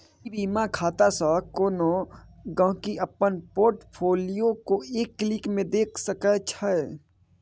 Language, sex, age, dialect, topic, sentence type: Maithili, male, 18-24, Bajjika, banking, statement